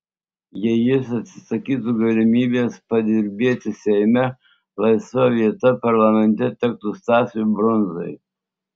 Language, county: Lithuanian, Tauragė